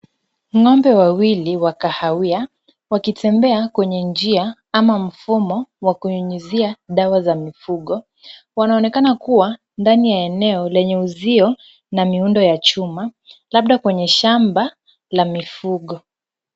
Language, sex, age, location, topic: Swahili, female, 25-35, Kisumu, agriculture